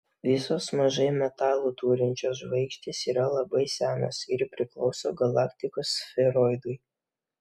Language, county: Lithuanian, Vilnius